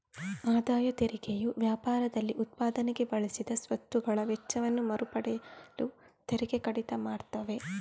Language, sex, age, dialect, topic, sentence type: Kannada, female, 18-24, Coastal/Dakshin, banking, statement